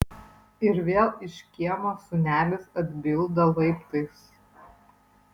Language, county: Lithuanian, Vilnius